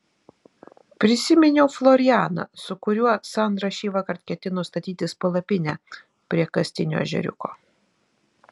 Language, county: Lithuanian, Vilnius